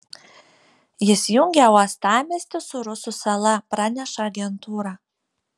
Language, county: Lithuanian, Šiauliai